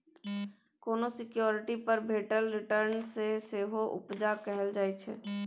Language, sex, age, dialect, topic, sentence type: Maithili, female, 18-24, Bajjika, banking, statement